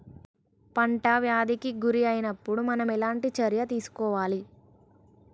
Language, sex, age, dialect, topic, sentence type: Telugu, male, 56-60, Telangana, agriculture, question